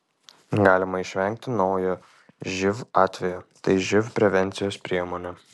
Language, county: Lithuanian, Kaunas